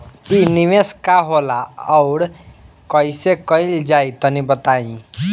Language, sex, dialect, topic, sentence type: Bhojpuri, male, Northern, banking, question